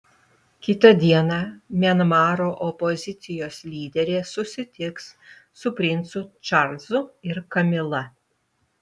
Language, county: Lithuanian, Utena